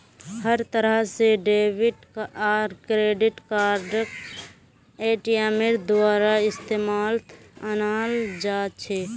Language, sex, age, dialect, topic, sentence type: Magahi, male, 25-30, Northeastern/Surjapuri, banking, statement